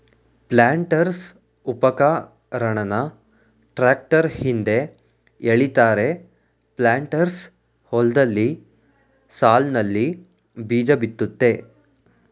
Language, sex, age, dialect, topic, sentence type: Kannada, male, 18-24, Mysore Kannada, agriculture, statement